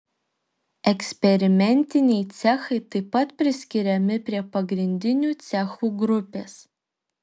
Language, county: Lithuanian, Šiauliai